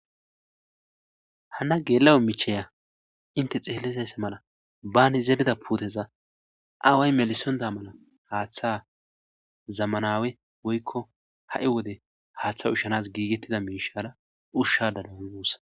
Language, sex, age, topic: Gamo, male, 25-35, agriculture